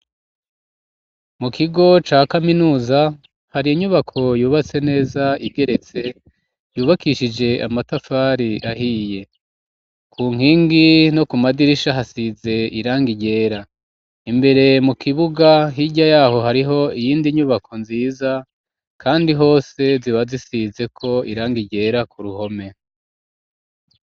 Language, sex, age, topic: Rundi, female, 25-35, education